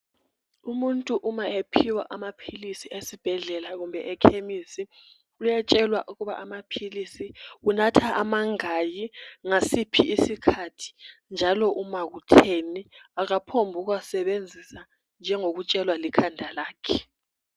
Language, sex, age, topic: North Ndebele, female, 18-24, health